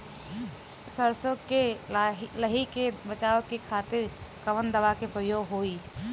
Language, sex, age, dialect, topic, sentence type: Bhojpuri, female, 18-24, Western, agriculture, question